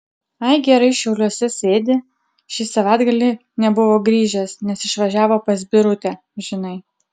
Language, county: Lithuanian, Utena